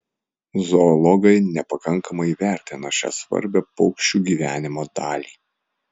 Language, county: Lithuanian, Vilnius